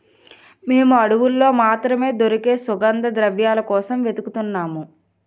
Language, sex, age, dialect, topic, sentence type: Telugu, female, 25-30, Utterandhra, agriculture, statement